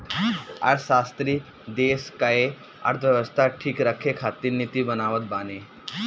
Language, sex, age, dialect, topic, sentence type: Bhojpuri, male, 18-24, Northern, banking, statement